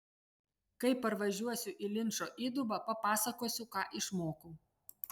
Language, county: Lithuanian, Telšiai